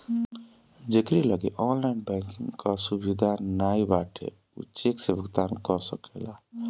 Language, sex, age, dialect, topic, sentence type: Bhojpuri, male, 36-40, Northern, banking, statement